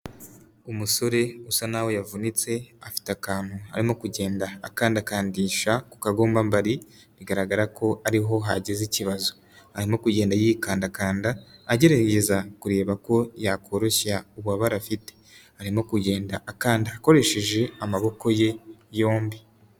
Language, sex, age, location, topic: Kinyarwanda, female, 25-35, Huye, health